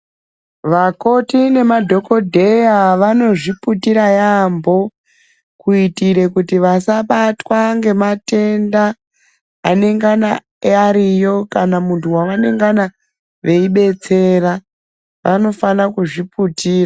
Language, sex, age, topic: Ndau, female, 36-49, health